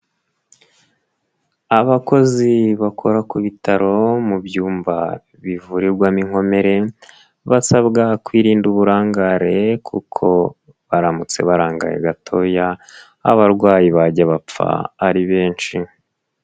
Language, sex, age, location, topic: Kinyarwanda, male, 25-35, Nyagatare, health